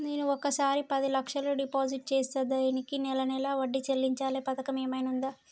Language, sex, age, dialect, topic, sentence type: Telugu, male, 18-24, Telangana, banking, question